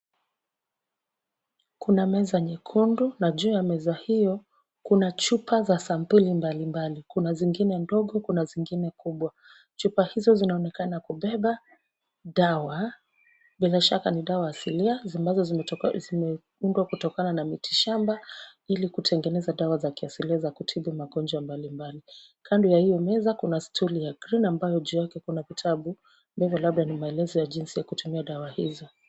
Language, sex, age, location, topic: Swahili, female, 36-49, Kisumu, health